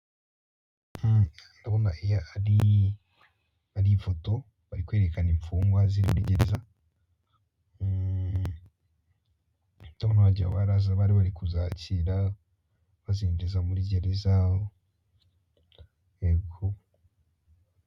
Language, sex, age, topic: Kinyarwanda, male, 18-24, government